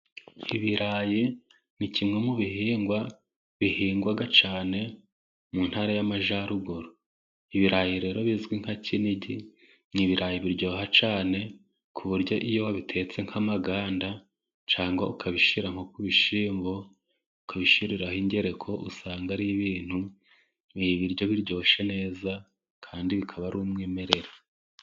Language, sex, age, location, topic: Kinyarwanda, male, 25-35, Musanze, agriculture